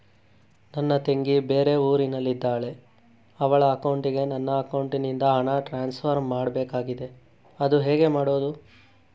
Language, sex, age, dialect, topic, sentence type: Kannada, male, 41-45, Coastal/Dakshin, banking, question